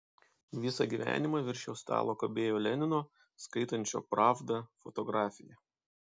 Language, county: Lithuanian, Panevėžys